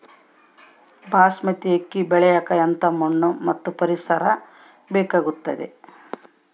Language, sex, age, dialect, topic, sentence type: Kannada, female, 18-24, Central, agriculture, question